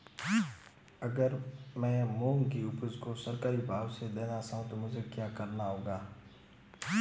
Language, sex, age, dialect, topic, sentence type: Hindi, male, 25-30, Marwari Dhudhari, agriculture, question